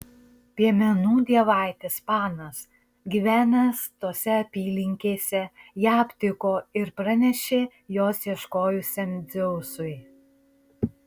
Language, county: Lithuanian, Šiauliai